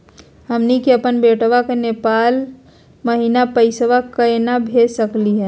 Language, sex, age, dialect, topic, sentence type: Magahi, female, 36-40, Southern, banking, question